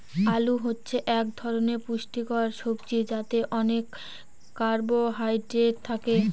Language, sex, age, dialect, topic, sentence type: Bengali, female, 60-100, Northern/Varendri, agriculture, statement